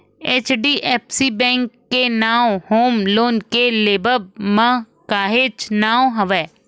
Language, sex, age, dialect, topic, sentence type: Chhattisgarhi, female, 36-40, Western/Budati/Khatahi, banking, statement